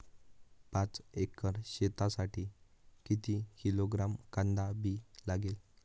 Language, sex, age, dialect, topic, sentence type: Marathi, male, 18-24, Northern Konkan, agriculture, question